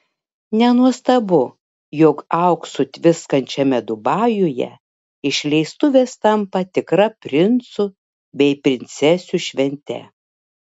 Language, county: Lithuanian, Šiauliai